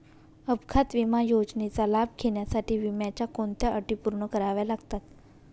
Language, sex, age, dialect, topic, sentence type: Marathi, female, 31-35, Northern Konkan, banking, question